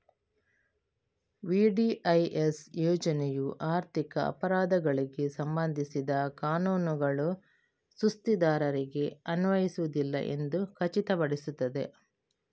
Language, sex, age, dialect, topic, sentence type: Kannada, female, 56-60, Coastal/Dakshin, banking, statement